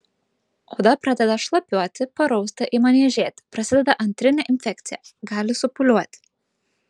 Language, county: Lithuanian, Vilnius